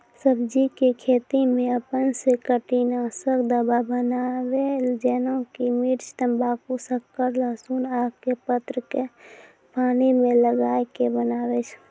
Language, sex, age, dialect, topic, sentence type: Maithili, female, 18-24, Angika, agriculture, question